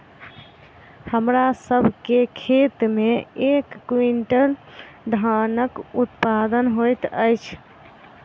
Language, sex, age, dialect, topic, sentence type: Maithili, female, 25-30, Southern/Standard, agriculture, statement